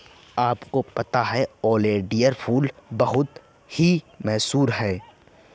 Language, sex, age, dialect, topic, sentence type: Hindi, male, 25-30, Awadhi Bundeli, agriculture, statement